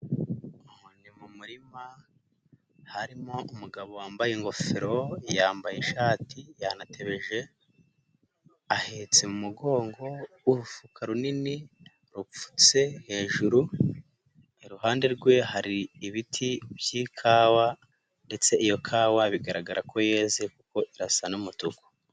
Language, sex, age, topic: Kinyarwanda, female, 25-35, agriculture